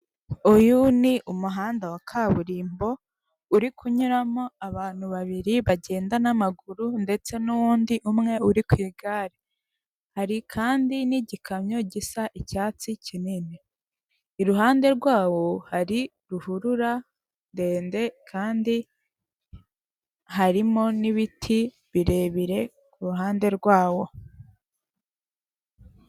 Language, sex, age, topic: Kinyarwanda, female, 18-24, government